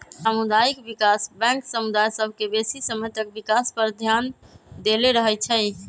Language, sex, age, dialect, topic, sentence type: Magahi, male, 25-30, Western, banking, statement